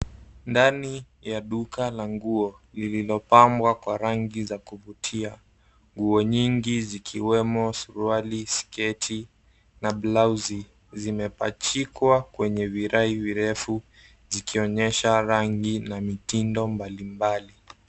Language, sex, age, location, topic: Swahili, male, 18-24, Nairobi, finance